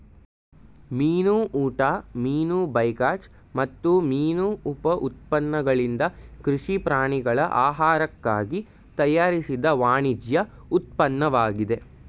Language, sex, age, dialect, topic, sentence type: Kannada, male, 18-24, Mysore Kannada, agriculture, statement